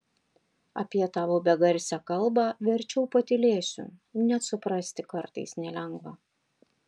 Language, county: Lithuanian, Panevėžys